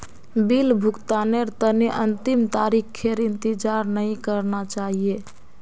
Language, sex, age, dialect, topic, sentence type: Magahi, female, 51-55, Northeastern/Surjapuri, banking, statement